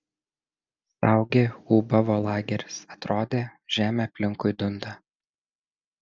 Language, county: Lithuanian, Šiauliai